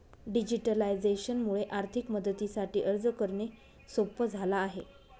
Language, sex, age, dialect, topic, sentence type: Marathi, female, 31-35, Northern Konkan, agriculture, statement